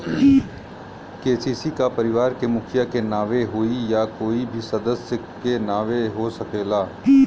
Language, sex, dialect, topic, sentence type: Bhojpuri, male, Western, agriculture, question